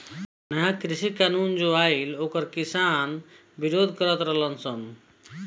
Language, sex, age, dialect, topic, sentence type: Bhojpuri, male, 25-30, Southern / Standard, agriculture, statement